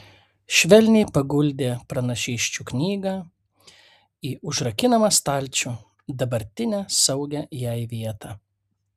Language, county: Lithuanian, Kaunas